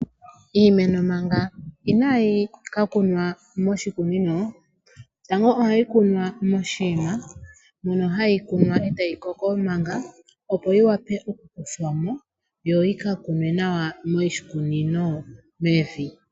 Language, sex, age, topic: Oshiwambo, female, 18-24, agriculture